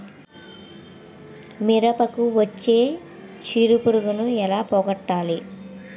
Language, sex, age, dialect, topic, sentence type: Telugu, female, 18-24, Utterandhra, agriculture, question